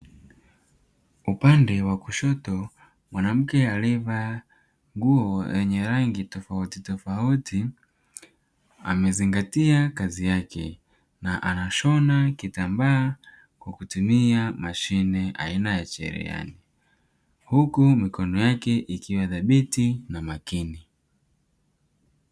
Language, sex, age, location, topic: Swahili, male, 18-24, Dar es Salaam, education